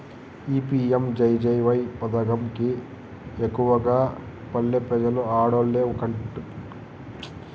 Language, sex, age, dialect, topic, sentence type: Telugu, male, 31-35, Southern, banking, statement